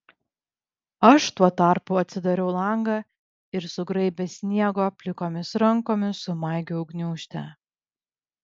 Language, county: Lithuanian, Vilnius